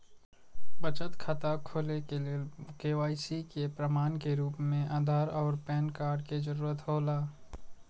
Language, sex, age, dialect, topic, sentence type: Maithili, male, 36-40, Eastern / Thethi, banking, statement